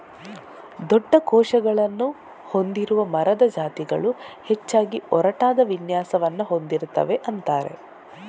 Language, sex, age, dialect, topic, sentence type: Kannada, female, 41-45, Coastal/Dakshin, agriculture, statement